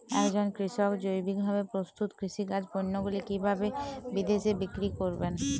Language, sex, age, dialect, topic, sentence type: Bengali, female, 41-45, Jharkhandi, agriculture, question